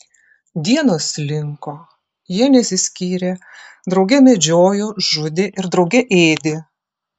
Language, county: Lithuanian, Klaipėda